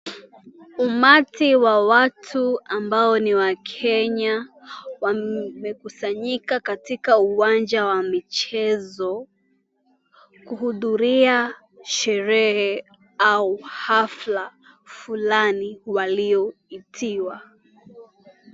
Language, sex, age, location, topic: Swahili, female, 18-24, Mombasa, government